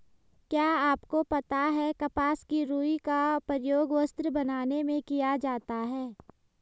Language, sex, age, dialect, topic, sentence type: Hindi, male, 25-30, Hindustani Malvi Khadi Boli, agriculture, statement